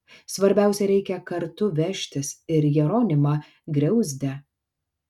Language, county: Lithuanian, Kaunas